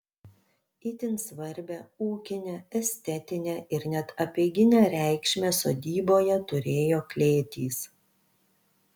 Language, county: Lithuanian, Panevėžys